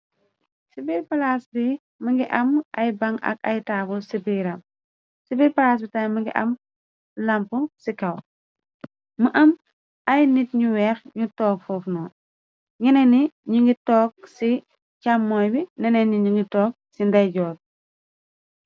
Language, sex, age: Wolof, female, 25-35